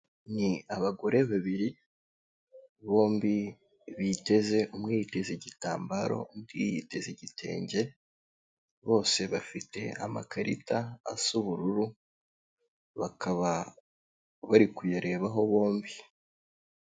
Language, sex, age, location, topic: Kinyarwanda, male, 18-24, Kigali, finance